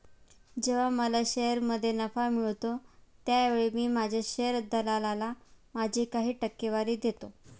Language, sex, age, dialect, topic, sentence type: Marathi, female, 25-30, Standard Marathi, banking, statement